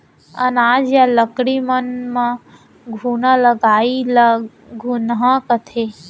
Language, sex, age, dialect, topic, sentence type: Chhattisgarhi, female, 18-24, Central, agriculture, statement